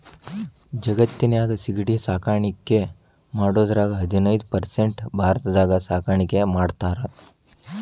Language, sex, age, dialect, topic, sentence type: Kannada, male, 18-24, Dharwad Kannada, agriculture, statement